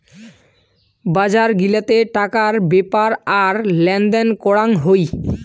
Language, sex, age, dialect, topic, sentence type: Bengali, male, 18-24, Rajbangshi, banking, statement